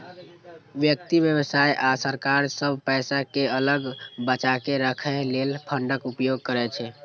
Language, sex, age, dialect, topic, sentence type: Maithili, male, 18-24, Eastern / Thethi, banking, statement